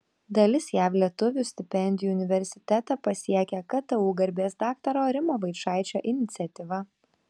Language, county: Lithuanian, Kaunas